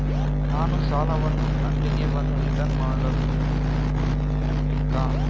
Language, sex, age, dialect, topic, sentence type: Kannada, male, 41-45, Coastal/Dakshin, banking, question